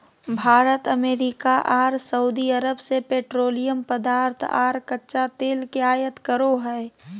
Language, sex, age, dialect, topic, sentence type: Magahi, male, 31-35, Southern, banking, statement